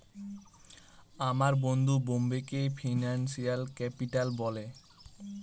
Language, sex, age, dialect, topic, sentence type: Bengali, male, 18-24, Northern/Varendri, banking, statement